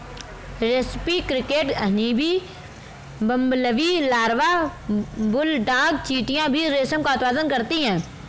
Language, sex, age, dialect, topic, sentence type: Hindi, female, 25-30, Marwari Dhudhari, agriculture, statement